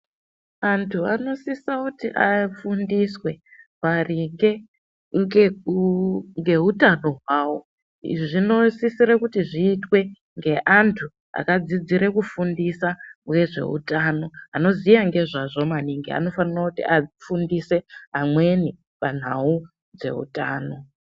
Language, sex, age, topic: Ndau, female, 36-49, health